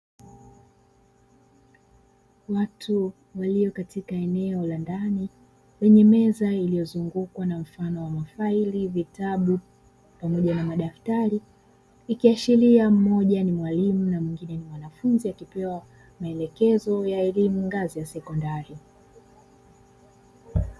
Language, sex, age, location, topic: Swahili, female, 25-35, Dar es Salaam, education